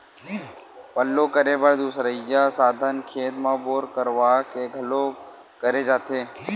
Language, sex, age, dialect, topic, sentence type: Chhattisgarhi, male, 18-24, Western/Budati/Khatahi, agriculture, statement